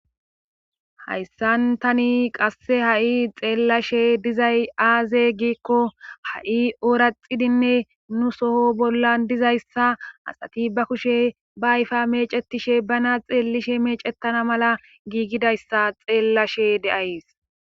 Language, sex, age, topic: Gamo, female, 25-35, government